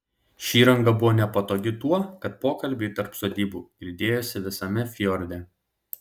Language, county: Lithuanian, Šiauliai